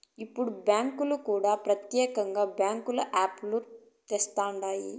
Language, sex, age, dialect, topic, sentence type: Telugu, female, 41-45, Southern, banking, statement